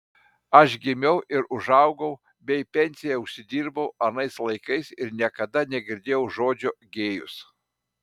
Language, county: Lithuanian, Panevėžys